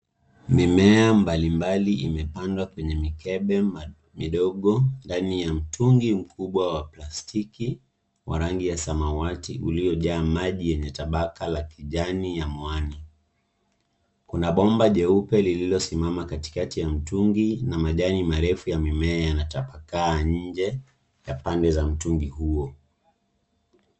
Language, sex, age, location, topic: Swahili, male, 18-24, Nairobi, agriculture